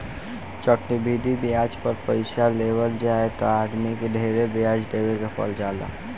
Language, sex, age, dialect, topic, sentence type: Bhojpuri, male, <18, Southern / Standard, banking, statement